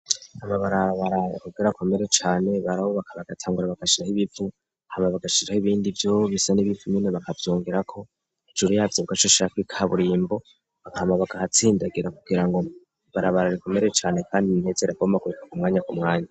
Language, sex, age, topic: Rundi, male, 36-49, education